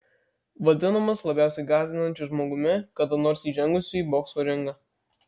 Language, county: Lithuanian, Marijampolė